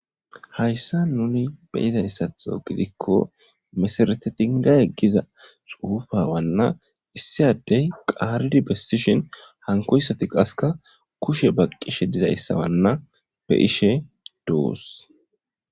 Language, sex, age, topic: Gamo, male, 18-24, government